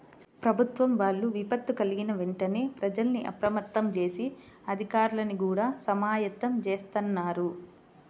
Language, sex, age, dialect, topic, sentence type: Telugu, female, 25-30, Central/Coastal, agriculture, statement